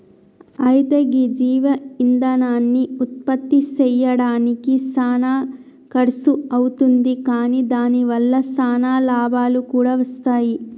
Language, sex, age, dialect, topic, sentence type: Telugu, male, 41-45, Telangana, agriculture, statement